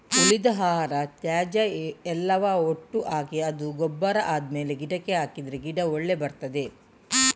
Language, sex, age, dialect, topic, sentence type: Kannada, female, 60-100, Coastal/Dakshin, agriculture, statement